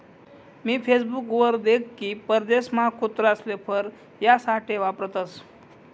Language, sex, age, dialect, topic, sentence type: Marathi, male, 18-24, Northern Konkan, agriculture, statement